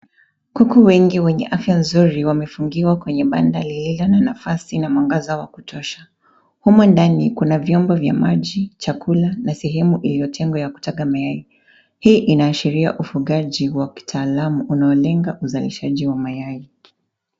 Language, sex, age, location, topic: Swahili, female, 25-35, Nairobi, agriculture